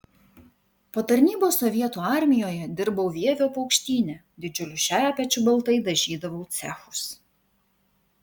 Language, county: Lithuanian, Vilnius